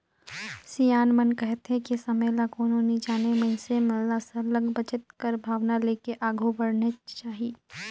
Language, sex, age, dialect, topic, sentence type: Chhattisgarhi, female, 18-24, Northern/Bhandar, banking, statement